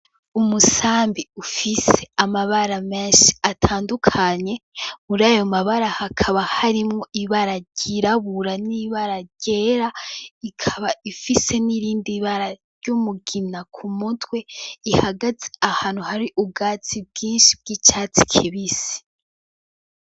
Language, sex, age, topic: Rundi, female, 18-24, agriculture